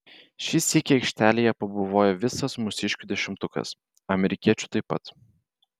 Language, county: Lithuanian, Vilnius